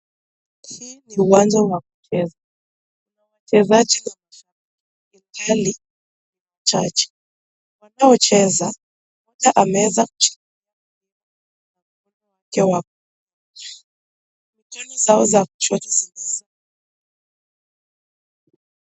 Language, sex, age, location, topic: Swahili, female, 18-24, Nakuru, government